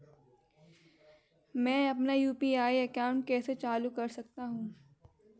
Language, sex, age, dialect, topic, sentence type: Hindi, male, 18-24, Kanauji Braj Bhasha, banking, question